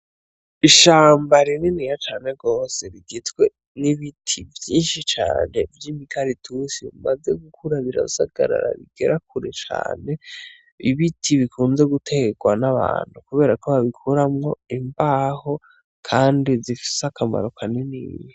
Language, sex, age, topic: Rundi, male, 18-24, agriculture